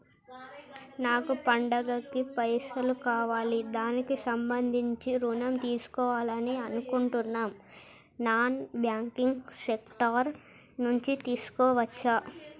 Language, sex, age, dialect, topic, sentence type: Telugu, male, 51-55, Telangana, banking, question